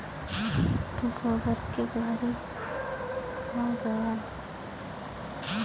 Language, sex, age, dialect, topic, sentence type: Bhojpuri, female, 18-24, Western, agriculture, statement